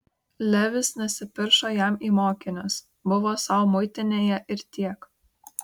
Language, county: Lithuanian, Kaunas